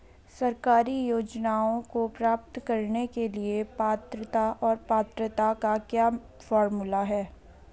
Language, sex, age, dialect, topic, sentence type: Hindi, female, 18-24, Garhwali, banking, question